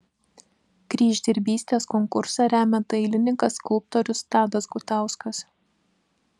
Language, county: Lithuanian, Vilnius